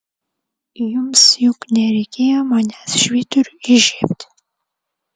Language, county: Lithuanian, Vilnius